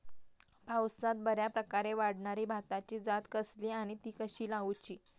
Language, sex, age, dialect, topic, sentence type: Marathi, female, 25-30, Southern Konkan, agriculture, question